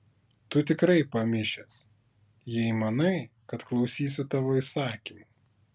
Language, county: Lithuanian, Klaipėda